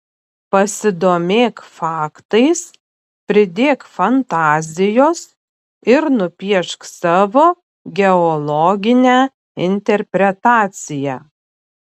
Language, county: Lithuanian, Panevėžys